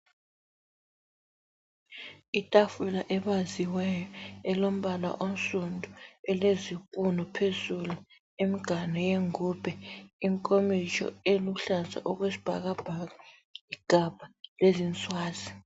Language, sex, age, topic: North Ndebele, female, 25-35, education